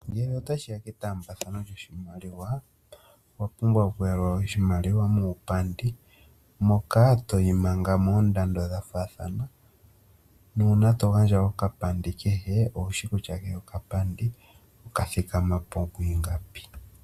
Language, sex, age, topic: Oshiwambo, male, 25-35, finance